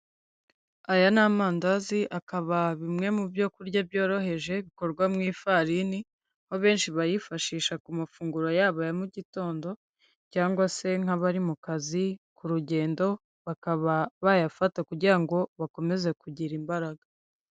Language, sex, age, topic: Kinyarwanda, female, 25-35, finance